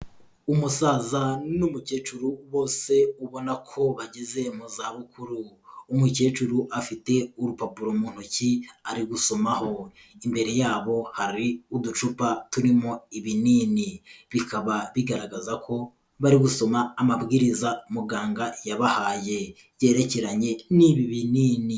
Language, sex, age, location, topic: Kinyarwanda, male, 25-35, Kigali, health